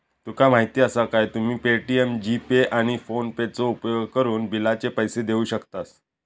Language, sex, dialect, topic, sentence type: Marathi, male, Southern Konkan, banking, statement